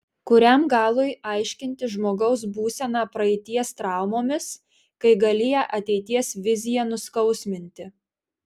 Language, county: Lithuanian, Marijampolė